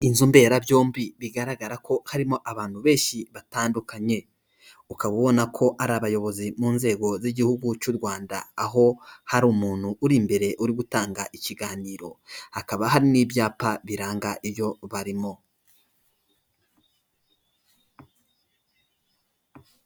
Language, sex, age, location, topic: Kinyarwanda, male, 18-24, Kigali, government